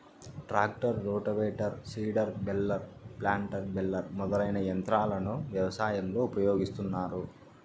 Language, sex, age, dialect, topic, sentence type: Telugu, male, 41-45, Southern, agriculture, statement